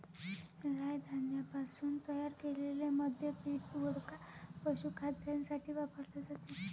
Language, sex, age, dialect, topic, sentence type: Marathi, female, 18-24, Varhadi, agriculture, statement